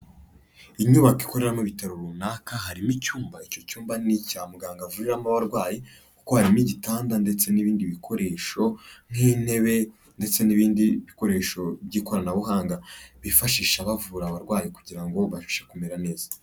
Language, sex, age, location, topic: Kinyarwanda, male, 25-35, Kigali, health